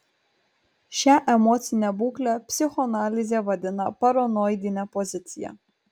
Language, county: Lithuanian, Kaunas